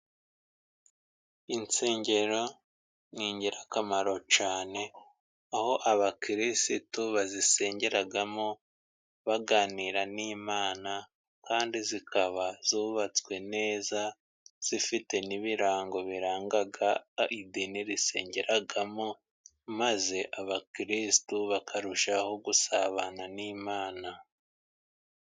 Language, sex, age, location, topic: Kinyarwanda, male, 50+, Musanze, government